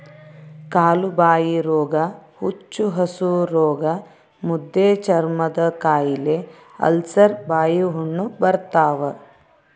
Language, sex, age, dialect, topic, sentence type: Kannada, female, 31-35, Central, agriculture, statement